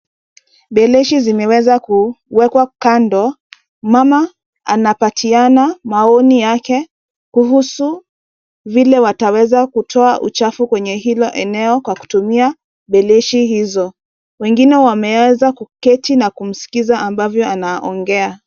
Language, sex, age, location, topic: Swahili, female, 25-35, Nairobi, government